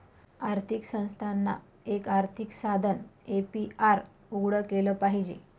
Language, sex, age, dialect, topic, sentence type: Marathi, female, 25-30, Northern Konkan, banking, statement